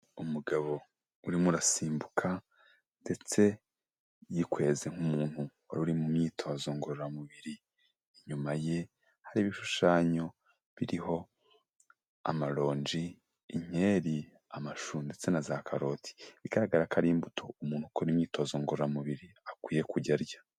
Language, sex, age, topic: Kinyarwanda, male, 25-35, health